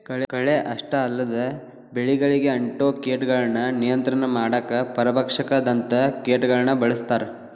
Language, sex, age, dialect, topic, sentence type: Kannada, male, 18-24, Dharwad Kannada, agriculture, statement